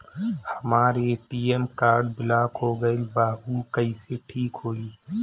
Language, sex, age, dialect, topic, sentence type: Bhojpuri, male, 25-30, Northern, banking, question